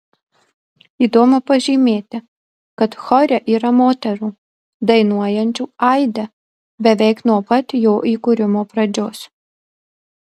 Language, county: Lithuanian, Marijampolė